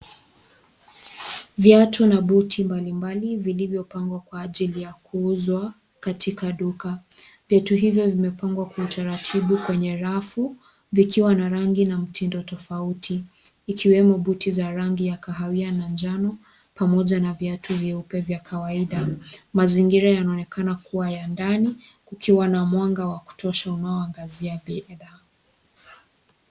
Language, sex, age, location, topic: Swahili, female, 25-35, Kisii, finance